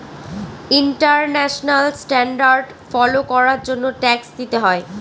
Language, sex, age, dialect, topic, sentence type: Bengali, female, 18-24, Northern/Varendri, banking, statement